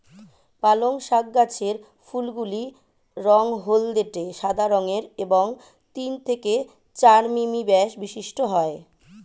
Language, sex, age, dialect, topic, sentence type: Bengali, female, 36-40, Standard Colloquial, agriculture, statement